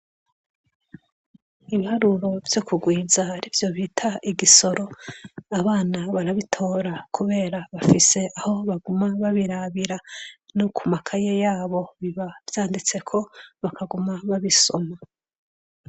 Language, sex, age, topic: Rundi, female, 25-35, education